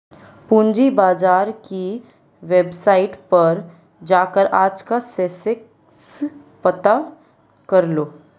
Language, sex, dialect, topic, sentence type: Hindi, female, Marwari Dhudhari, banking, statement